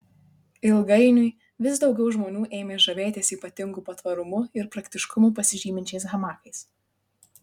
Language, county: Lithuanian, Marijampolė